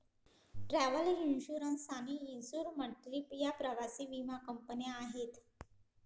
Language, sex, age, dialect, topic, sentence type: Marathi, female, 25-30, Varhadi, banking, statement